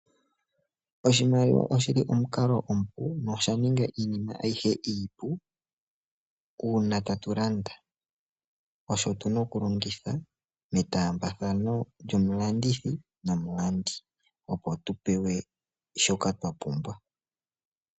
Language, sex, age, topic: Oshiwambo, male, 25-35, finance